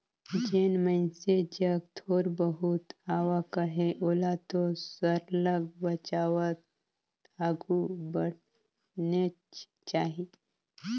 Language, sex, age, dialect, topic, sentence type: Chhattisgarhi, female, 18-24, Northern/Bhandar, banking, statement